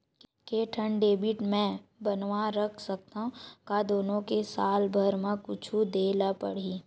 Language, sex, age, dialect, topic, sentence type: Chhattisgarhi, male, 18-24, Western/Budati/Khatahi, banking, question